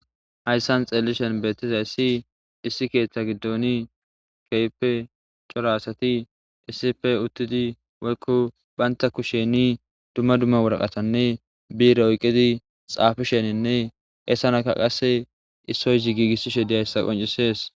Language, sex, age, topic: Gamo, male, 18-24, government